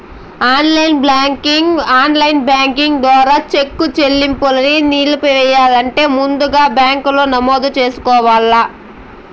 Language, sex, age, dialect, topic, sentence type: Telugu, female, 18-24, Southern, banking, statement